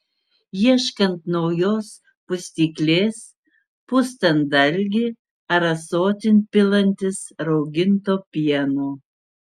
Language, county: Lithuanian, Utena